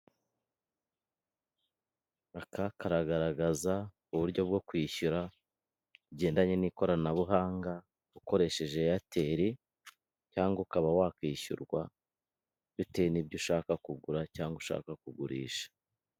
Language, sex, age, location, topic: Kinyarwanda, male, 25-35, Kigali, finance